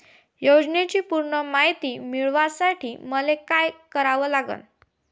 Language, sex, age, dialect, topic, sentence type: Marathi, female, 18-24, Varhadi, banking, question